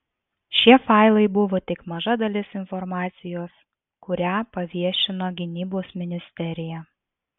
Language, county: Lithuanian, Vilnius